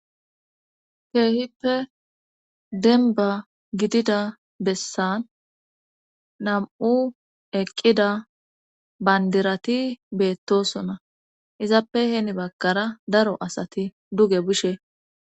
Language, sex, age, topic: Gamo, female, 25-35, government